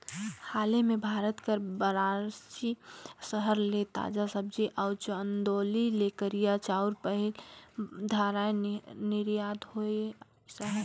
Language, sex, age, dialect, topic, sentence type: Chhattisgarhi, female, 18-24, Northern/Bhandar, agriculture, statement